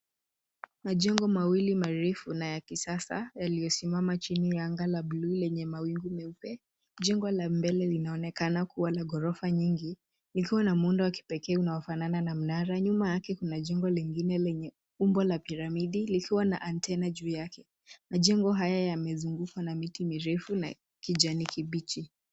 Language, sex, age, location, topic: Swahili, female, 18-24, Nairobi, finance